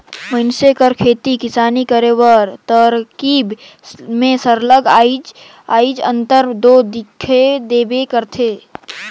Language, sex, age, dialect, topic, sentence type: Chhattisgarhi, male, 18-24, Northern/Bhandar, agriculture, statement